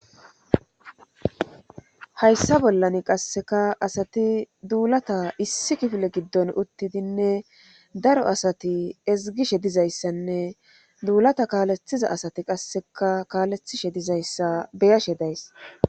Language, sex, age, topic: Gamo, female, 36-49, government